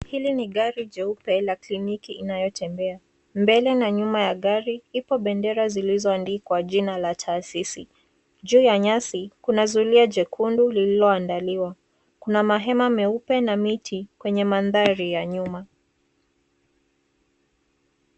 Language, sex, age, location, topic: Swahili, female, 18-24, Nairobi, health